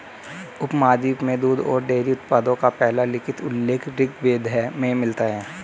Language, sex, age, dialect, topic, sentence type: Hindi, male, 18-24, Hindustani Malvi Khadi Boli, agriculture, statement